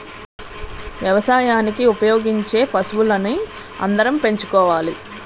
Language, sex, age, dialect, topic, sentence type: Telugu, female, 25-30, Utterandhra, agriculture, statement